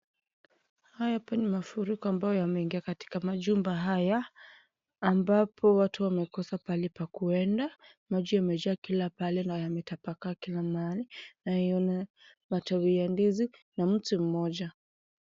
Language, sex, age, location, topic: Swahili, female, 18-24, Wajir, health